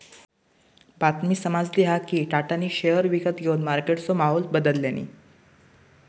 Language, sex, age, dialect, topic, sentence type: Marathi, male, 18-24, Southern Konkan, banking, statement